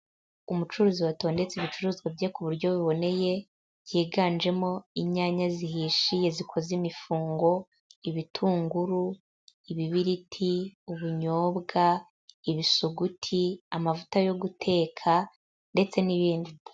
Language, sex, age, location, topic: Kinyarwanda, female, 18-24, Huye, agriculture